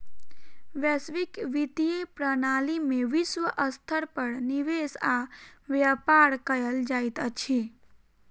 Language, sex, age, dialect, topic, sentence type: Maithili, female, 18-24, Southern/Standard, banking, statement